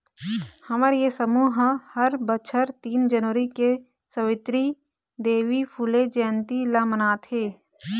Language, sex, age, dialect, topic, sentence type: Chhattisgarhi, female, 31-35, Eastern, banking, statement